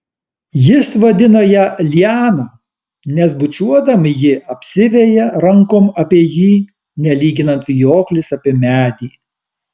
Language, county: Lithuanian, Alytus